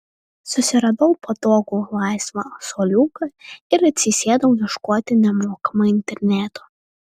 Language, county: Lithuanian, Vilnius